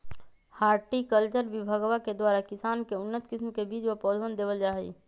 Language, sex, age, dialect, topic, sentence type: Magahi, female, 25-30, Western, agriculture, statement